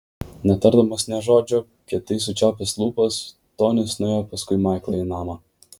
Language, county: Lithuanian, Vilnius